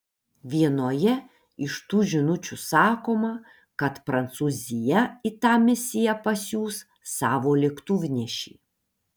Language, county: Lithuanian, Panevėžys